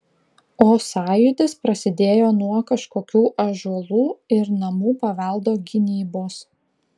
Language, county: Lithuanian, Klaipėda